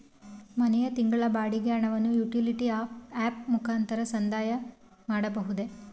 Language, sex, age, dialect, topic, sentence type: Kannada, female, 18-24, Mysore Kannada, banking, question